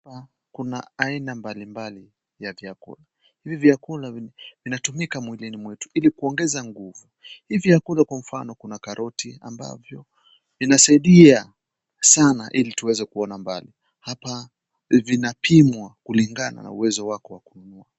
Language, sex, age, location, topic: Swahili, male, 18-24, Kisii, finance